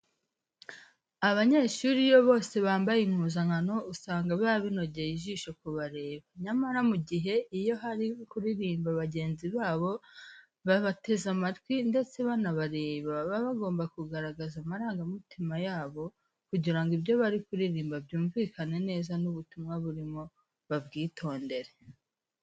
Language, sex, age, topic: Kinyarwanda, female, 18-24, education